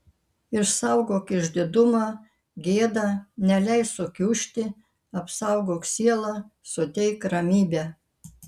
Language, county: Lithuanian, Kaunas